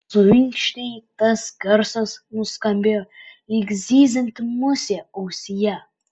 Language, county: Lithuanian, Alytus